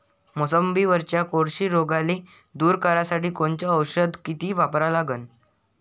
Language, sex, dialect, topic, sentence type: Marathi, male, Varhadi, agriculture, question